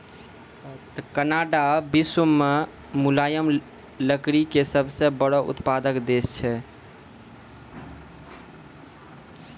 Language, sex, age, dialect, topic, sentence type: Maithili, male, 41-45, Angika, agriculture, statement